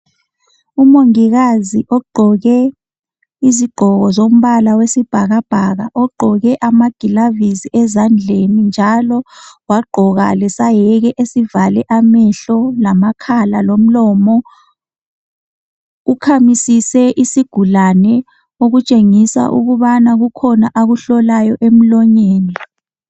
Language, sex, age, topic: North Ndebele, male, 25-35, health